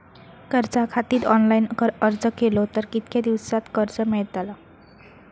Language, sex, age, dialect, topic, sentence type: Marathi, female, 36-40, Southern Konkan, banking, question